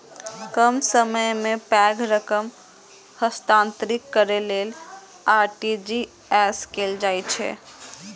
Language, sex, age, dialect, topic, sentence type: Maithili, male, 18-24, Eastern / Thethi, banking, statement